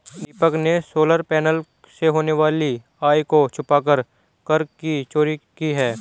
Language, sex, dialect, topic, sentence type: Hindi, male, Hindustani Malvi Khadi Boli, banking, statement